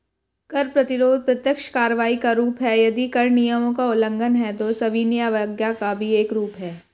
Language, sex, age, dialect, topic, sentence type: Hindi, female, 18-24, Hindustani Malvi Khadi Boli, banking, statement